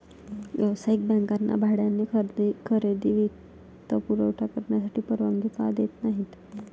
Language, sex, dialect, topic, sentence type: Marathi, female, Varhadi, banking, statement